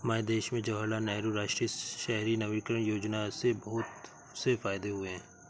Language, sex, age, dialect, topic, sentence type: Hindi, male, 56-60, Awadhi Bundeli, banking, statement